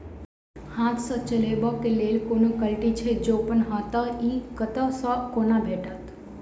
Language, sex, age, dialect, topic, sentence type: Maithili, female, 18-24, Southern/Standard, agriculture, question